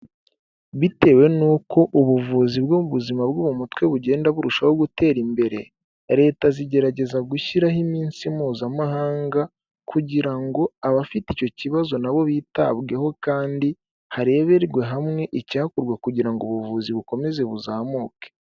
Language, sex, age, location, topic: Kinyarwanda, male, 18-24, Kigali, health